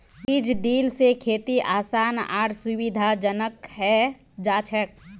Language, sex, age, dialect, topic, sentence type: Magahi, female, 18-24, Northeastern/Surjapuri, agriculture, statement